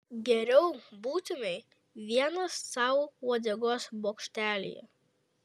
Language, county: Lithuanian, Kaunas